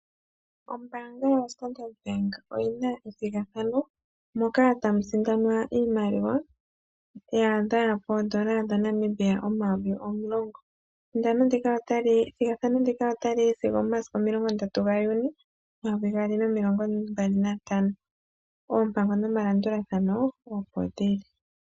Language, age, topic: Oshiwambo, 36-49, finance